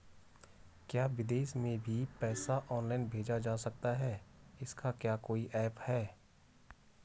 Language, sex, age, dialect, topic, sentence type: Hindi, male, 41-45, Garhwali, banking, question